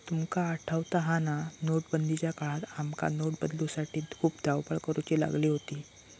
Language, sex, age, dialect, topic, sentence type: Marathi, male, 18-24, Southern Konkan, banking, statement